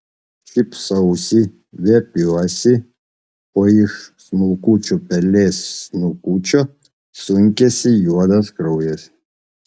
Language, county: Lithuanian, Panevėžys